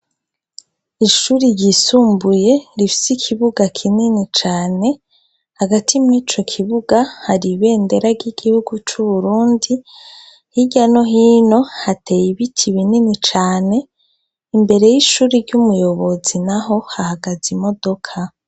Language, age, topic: Rundi, 25-35, education